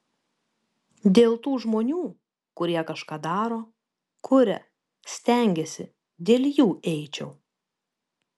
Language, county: Lithuanian, Kaunas